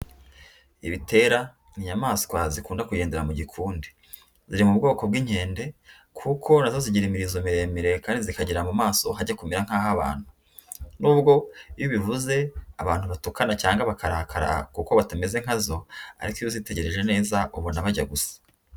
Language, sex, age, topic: Kinyarwanda, female, 25-35, agriculture